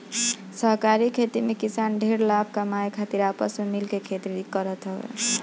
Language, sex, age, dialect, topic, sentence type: Bhojpuri, female, 31-35, Northern, agriculture, statement